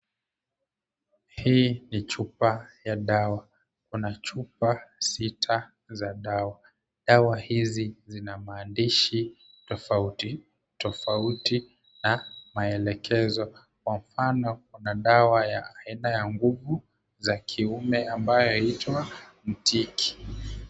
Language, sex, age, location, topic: Swahili, male, 25-35, Kisumu, health